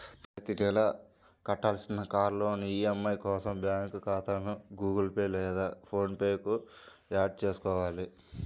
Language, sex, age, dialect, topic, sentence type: Telugu, male, 18-24, Central/Coastal, banking, statement